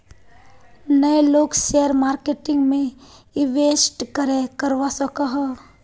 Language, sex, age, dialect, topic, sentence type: Magahi, female, 18-24, Northeastern/Surjapuri, agriculture, question